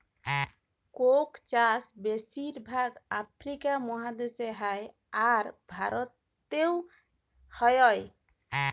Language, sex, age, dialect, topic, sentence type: Bengali, female, 18-24, Jharkhandi, agriculture, statement